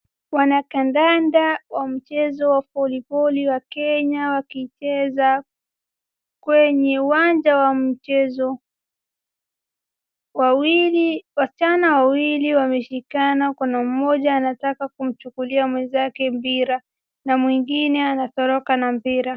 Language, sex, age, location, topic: Swahili, female, 18-24, Wajir, government